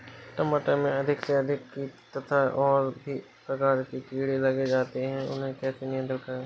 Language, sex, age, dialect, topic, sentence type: Hindi, male, 18-24, Awadhi Bundeli, agriculture, question